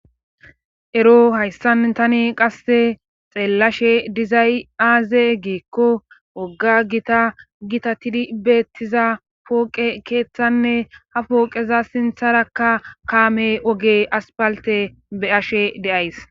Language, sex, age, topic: Gamo, female, 25-35, government